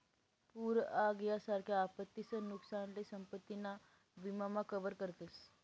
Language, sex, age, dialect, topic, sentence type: Marathi, female, 18-24, Northern Konkan, banking, statement